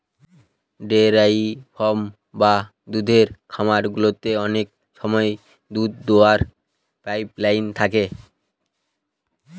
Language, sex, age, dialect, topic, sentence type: Bengali, male, 18-24, Northern/Varendri, agriculture, statement